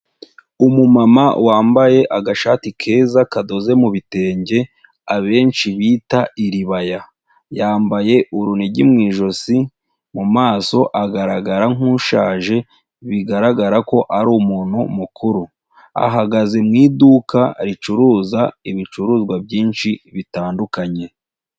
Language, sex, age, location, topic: Kinyarwanda, male, 25-35, Huye, health